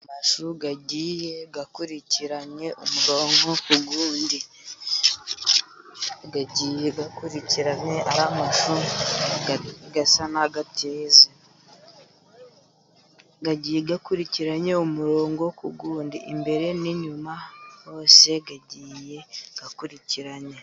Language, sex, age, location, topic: Kinyarwanda, female, 50+, Musanze, agriculture